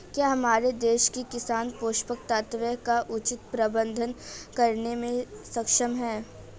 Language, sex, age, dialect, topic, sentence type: Hindi, female, 18-24, Marwari Dhudhari, agriculture, statement